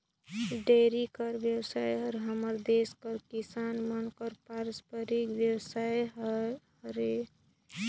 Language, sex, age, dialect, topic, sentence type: Chhattisgarhi, female, 25-30, Northern/Bhandar, agriculture, statement